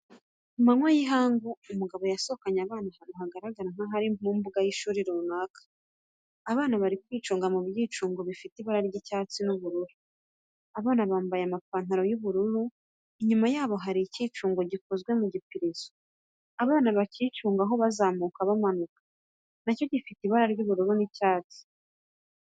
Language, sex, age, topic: Kinyarwanda, female, 25-35, education